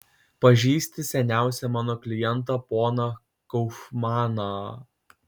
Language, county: Lithuanian, Kaunas